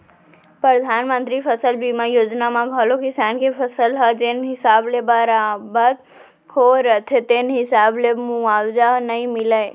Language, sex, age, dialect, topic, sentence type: Chhattisgarhi, female, 18-24, Central, agriculture, statement